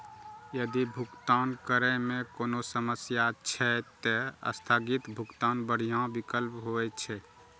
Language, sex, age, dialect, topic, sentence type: Maithili, male, 31-35, Eastern / Thethi, banking, statement